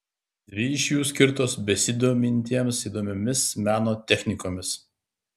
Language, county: Lithuanian, Klaipėda